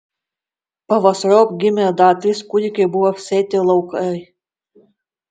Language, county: Lithuanian, Marijampolė